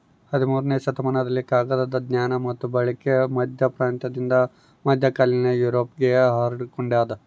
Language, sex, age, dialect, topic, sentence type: Kannada, male, 31-35, Central, agriculture, statement